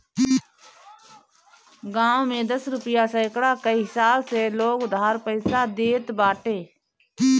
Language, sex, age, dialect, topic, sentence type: Bhojpuri, female, 31-35, Northern, banking, statement